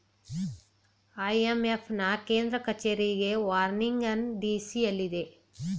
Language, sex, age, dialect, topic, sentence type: Kannada, female, 36-40, Mysore Kannada, banking, statement